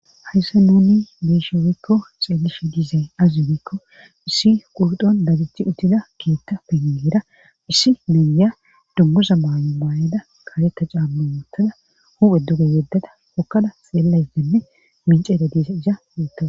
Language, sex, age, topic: Gamo, female, 18-24, government